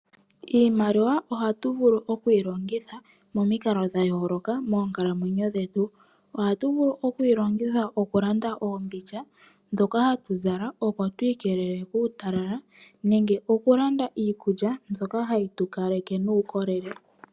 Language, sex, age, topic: Oshiwambo, male, 25-35, finance